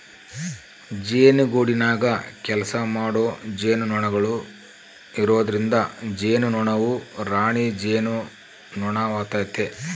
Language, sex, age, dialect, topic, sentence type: Kannada, male, 46-50, Central, agriculture, statement